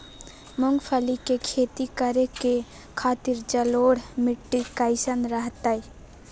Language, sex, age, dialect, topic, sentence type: Magahi, female, 18-24, Southern, agriculture, question